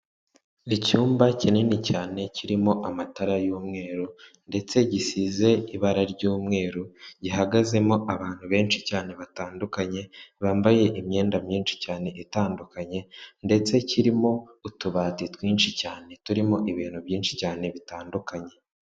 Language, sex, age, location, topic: Kinyarwanda, male, 36-49, Kigali, finance